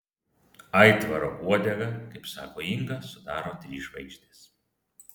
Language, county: Lithuanian, Vilnius